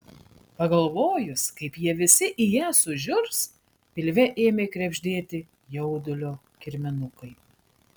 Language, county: Lithuanian, Klaipėda